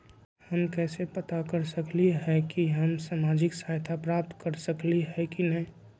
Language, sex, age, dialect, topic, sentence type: Magahi, male, 25-30, Western, banking, question